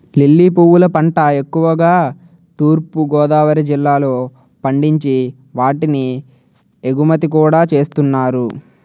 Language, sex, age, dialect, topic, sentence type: Telugu, male, 18-24, Utterandhra, agriculture, statement